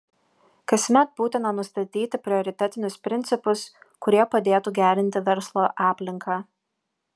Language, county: Lithuanian, Vilnius